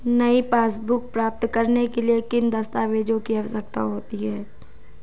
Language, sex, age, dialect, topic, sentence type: Hindi, female, 18-24, Marwari Dhudhari, banking, question